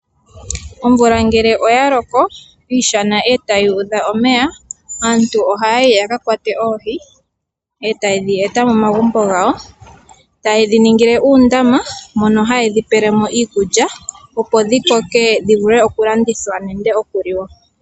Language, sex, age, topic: Oshiwambo, female, 25-35, agriculture